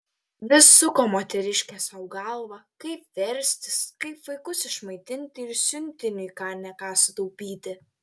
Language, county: Lithuanian, Telšiai